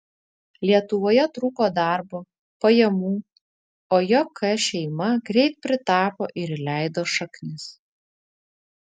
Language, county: Lithuanian, Vilnius